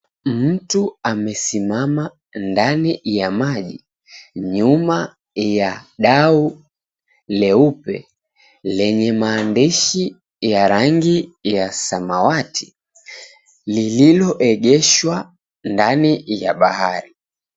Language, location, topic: Swahili, Mombasa, government